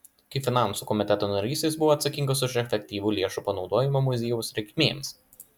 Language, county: Lithuanian, Klaipėda